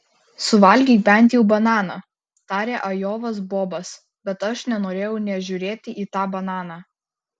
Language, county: Lithuanian, Kaunas